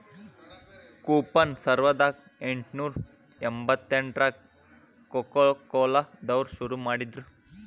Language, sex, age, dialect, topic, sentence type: Kannada, male, 25-30, Dharwad Kannada, banking, statement